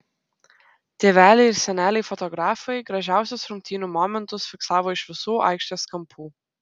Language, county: Lithuanian, Telšiai